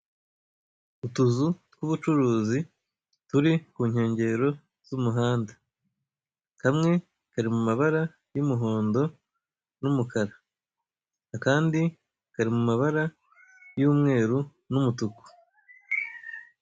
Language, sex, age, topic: Kinyarwanda, male, 25-35, finance